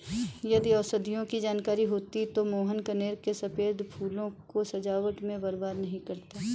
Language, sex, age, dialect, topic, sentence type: Hindi, female, 18-24, Awadhi Bundeli, agriculture, statement